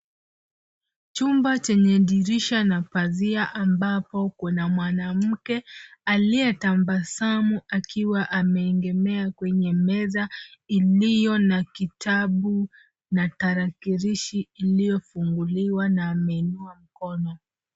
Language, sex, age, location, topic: Swahili, female, 25-35, Nairobi, education